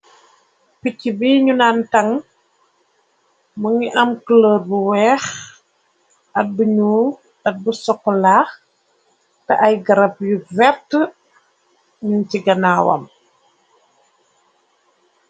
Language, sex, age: Wolof, female, 25-35